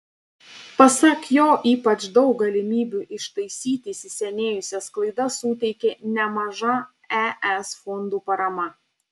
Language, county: Lithuanian, Panevėžys